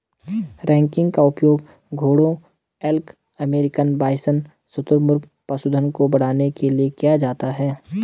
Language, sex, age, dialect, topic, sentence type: Hindi, male, 18-24, Garhwali, agriculture, statement